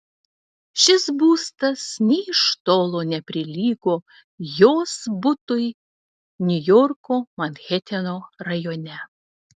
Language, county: Lithuanian, Telšiai